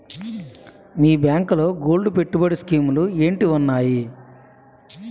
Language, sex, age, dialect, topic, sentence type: Telugu, male, 31-35, Utterandhra, banking, question